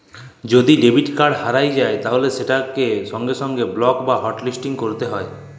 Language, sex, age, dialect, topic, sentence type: Bengali, male, 25-30, Jharkhandi, banking, statement